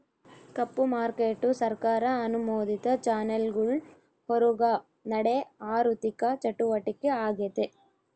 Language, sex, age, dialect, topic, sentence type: Kannada, female, 18-24, Central, banking, statement